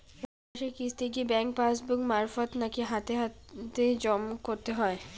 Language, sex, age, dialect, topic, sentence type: Bengali, female, 18-24, Rajbangshi, banking, question